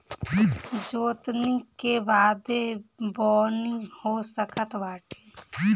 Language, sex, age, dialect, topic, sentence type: Bhojpuri, female, 31-35, Northern, agriculture, statement